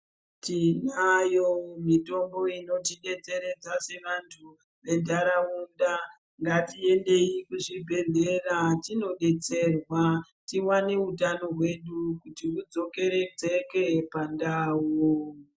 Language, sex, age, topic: Ndau, female, 36-49, health